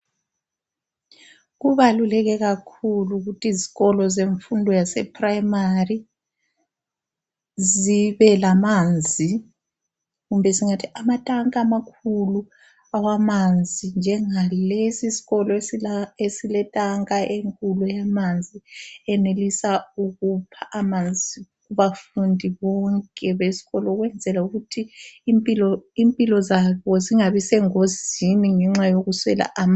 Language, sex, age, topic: North Ndebele, female, 36-49, education